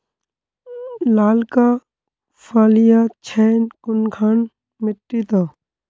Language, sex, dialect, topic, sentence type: Magahi, female, Northeastern/Surjapuri, agriculture, question